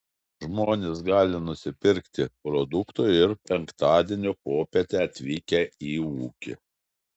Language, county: Lithuanian, Šiauliai